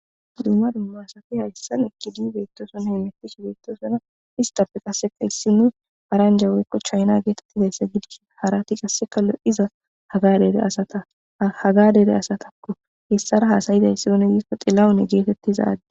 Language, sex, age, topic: Gamo, female, 18-24, government